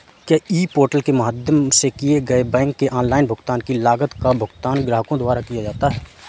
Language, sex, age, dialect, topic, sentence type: Hindi, male, 18-24, Awadhi Bundeli, banking, question